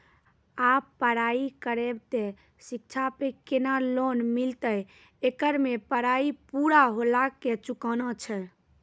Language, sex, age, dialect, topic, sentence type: Maithili, female, 18-24, Angika, banking, question